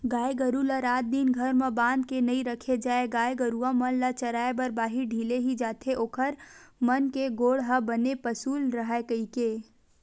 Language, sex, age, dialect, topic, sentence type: Chhattisgarhi, female, 18-24, Western/Budati/Khatahi, agriculture, statement